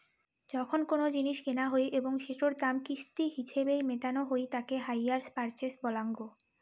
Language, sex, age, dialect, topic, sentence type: Bengali, female, 18-24, Rajbangshi, banking, statement